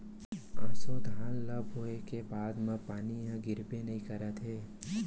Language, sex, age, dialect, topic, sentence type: Chhattisgarhi, male, 60-100, Central, agriculture, statement